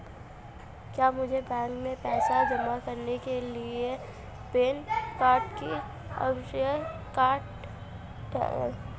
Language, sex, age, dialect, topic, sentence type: Hindi, female, 18-24, Marwari Dhudhari, banking, question